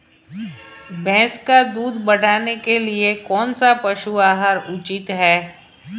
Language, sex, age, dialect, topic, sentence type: Hindi, female, 51-55, Marwari Dhudhari, agriculture, question